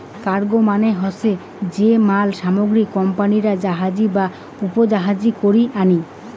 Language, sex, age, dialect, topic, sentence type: Bengali, female, 25-30, Rajbangshi, banking, statement